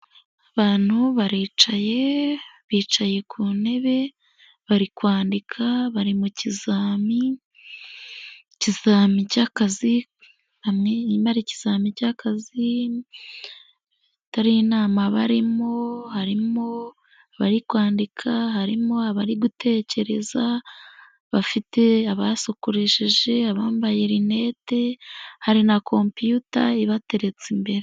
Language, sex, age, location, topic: Kinyarwanda, female, 18-24, Nyagatare, education